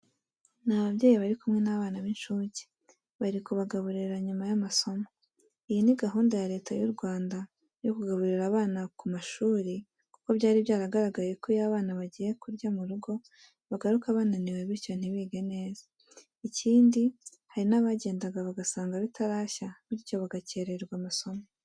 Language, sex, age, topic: Kinyarwanda, female, 18-24, education